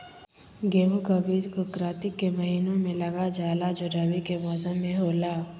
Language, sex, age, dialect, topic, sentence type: Magahi, female, 25-30, Southern, agriculture, question